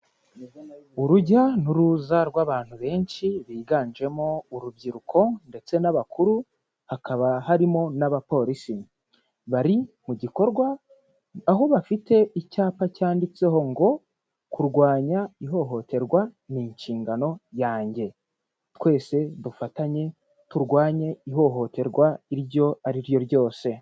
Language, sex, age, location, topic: Kinyarwanda, male, 18-24, Huye, health